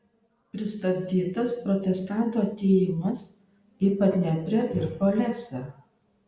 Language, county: Lithuanian, Marijampolė